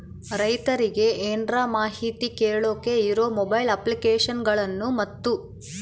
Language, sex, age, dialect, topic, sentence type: Kannada, female, 18-24, Central, agriculture, question